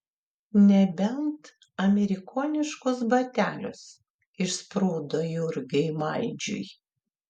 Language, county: Lithuanian, Klaipėda